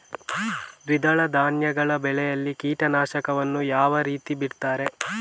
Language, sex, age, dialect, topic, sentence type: Kannada, male, 18-24, Coastal/Dakshin, agriculture, question